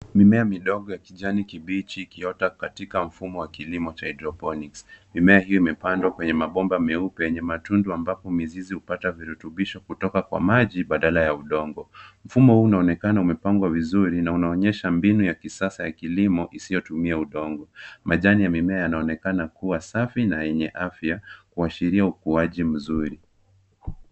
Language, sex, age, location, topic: Swahili, male, 18-24, Nairobi, agriculture